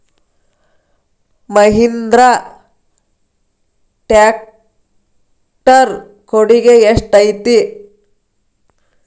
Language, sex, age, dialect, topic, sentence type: Kannada, female, 31-35, Dharwad Kannada, agriculture, question